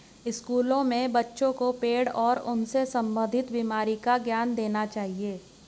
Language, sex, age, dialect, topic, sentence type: Hindi, female, 56-60, Hindustani Malvi Khadi Boli, agriculture, statement